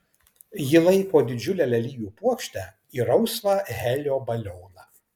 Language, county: Lithuanian, Kaunas